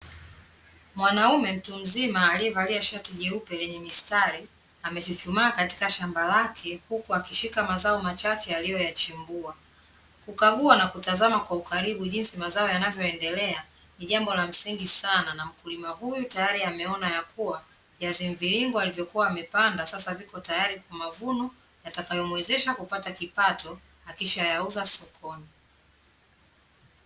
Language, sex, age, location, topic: Swahili, female, 36-49, Dar es Salaam, agriculture